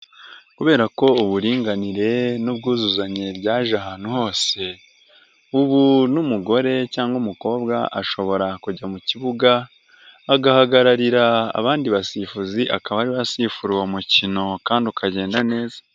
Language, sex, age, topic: Kinyarwanda, male, 18-24, government